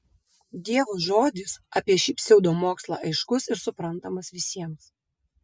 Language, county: Lithuanian, Vilnius